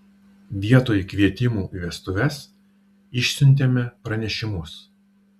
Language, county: Lithuanian, Vilnius